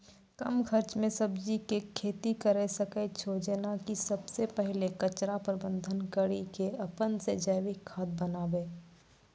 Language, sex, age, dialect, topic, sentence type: Maithili, female, 18-24, Angika, agriculture, question